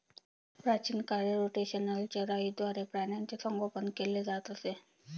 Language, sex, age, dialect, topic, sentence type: Marathi, female, 18-24, Varhadi, agriculture, statement